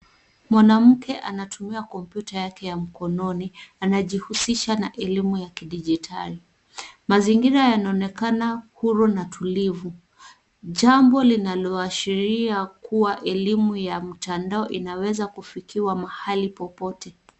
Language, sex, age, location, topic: Swahili, female, 18-24, Nairobi, education